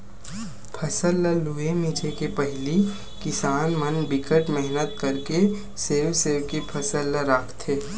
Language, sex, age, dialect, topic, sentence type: Chhattisgarhi, male, 25-30, Western/Budati/Khatahi, agriculture, statement